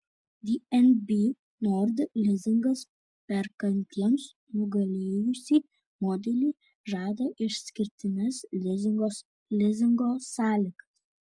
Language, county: Lithuanian, Šiauliai